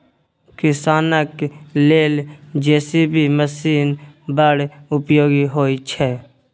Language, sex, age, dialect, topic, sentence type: Maithili, male, 18-24, Bajjika, agriculture, statement